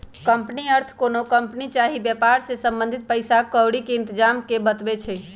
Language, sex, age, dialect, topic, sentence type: Magahi, male, 18-24, Western, banking, statement